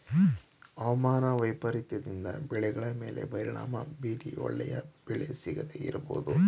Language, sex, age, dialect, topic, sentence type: Kannada, male, 25-30, Mysore Kannada, agriculture, statement